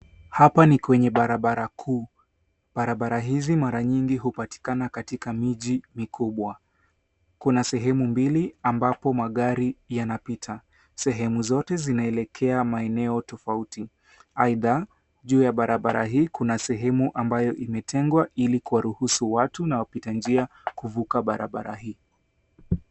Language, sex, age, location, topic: Swahili, male, 18-24, Nairobi, government